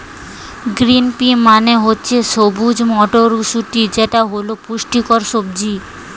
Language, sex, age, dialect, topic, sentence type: Bengali, male, 25-30, Standard Colloquial, agriculture, statement